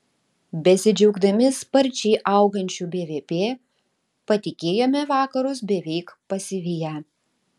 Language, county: Lithuanian, Tauragė